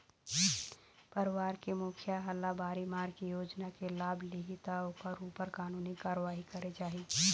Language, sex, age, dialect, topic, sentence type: Chhattisgarhi, female, 31-35, Eastern, agriculture, statement